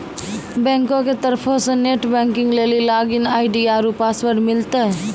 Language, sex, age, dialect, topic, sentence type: Maithili, female, 18-24, Angika, banking, statement